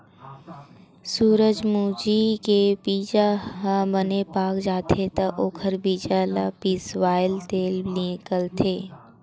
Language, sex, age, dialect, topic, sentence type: Chhattisgarhi, female, 18-24, Western/Budati/Khatahi, agriculture, statement